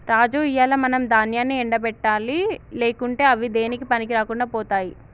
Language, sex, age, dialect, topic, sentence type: Telugu, male, 36-40, Telangana, agriculture, statement